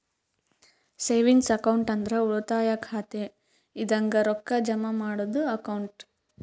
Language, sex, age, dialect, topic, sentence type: Kannada, female, 18-24, Northeastern, banking, statement